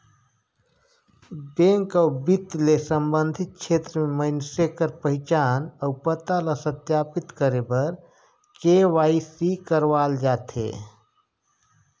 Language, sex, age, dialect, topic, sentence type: Chhattisgarhi, male, 46-50, Northern/Bhandar, banking, statement